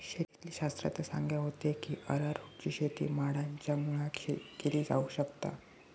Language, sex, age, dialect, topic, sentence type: Marathi, male, 60-100, Southern Konkan, agriculture, statement